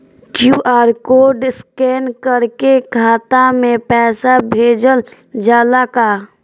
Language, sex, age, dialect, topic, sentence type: Bhojpuri, female, 18-24, Northern, banking, question